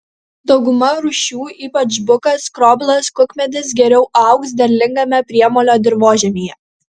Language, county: Lithuanian, Kaunas